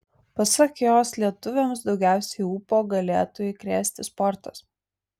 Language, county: Lithuanian, Vilnius